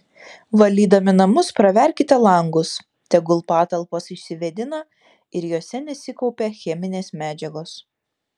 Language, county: Lithuanian, Šiauliai